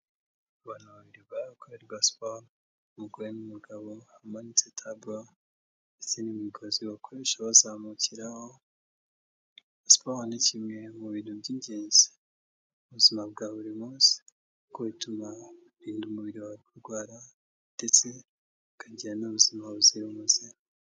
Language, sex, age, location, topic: Kinyarwanda, male, 18-24, Kigali, health